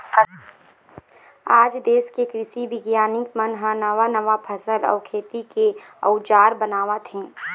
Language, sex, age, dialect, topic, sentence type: Chhattisgarhi, female, 51-55, Eastern, agriculture, statement